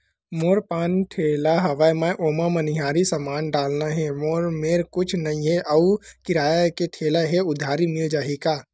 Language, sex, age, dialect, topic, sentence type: Chhattisgarhi, male, 18-24, Western/Budati/Khatahi, banking, question